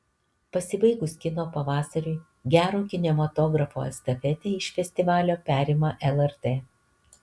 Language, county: Lithuanian, Alytus